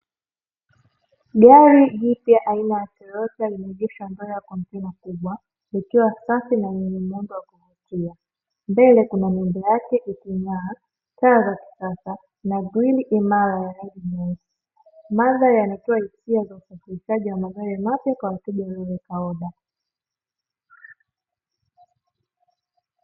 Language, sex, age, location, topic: Swahili, female, 18-24, Dar es Salaam, finance